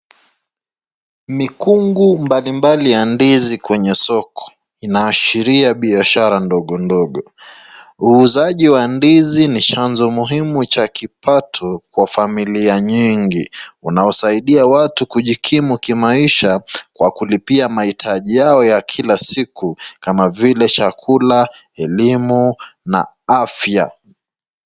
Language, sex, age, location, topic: Swahili, male, 25-35, Nakuru, finance